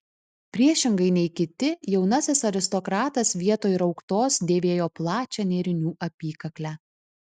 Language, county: Lithuanian, Alytus